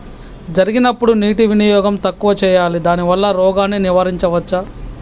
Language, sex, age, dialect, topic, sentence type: Telugu, female, 31-35, Telangana, agriculture, question